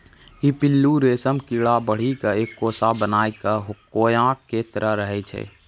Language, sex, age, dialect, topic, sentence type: Maithili, male, 18-24, Angika, agriculture, statement